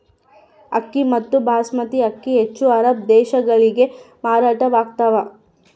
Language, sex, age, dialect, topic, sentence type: Kannada, female, 31-35, Central, agriculture, statement